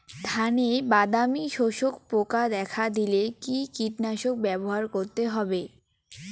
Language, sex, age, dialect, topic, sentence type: Bengali, female, 18-24, Rajbangshi, agriculture, question